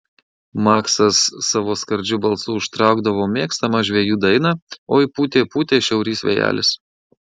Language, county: Lithuanian, Marijampolė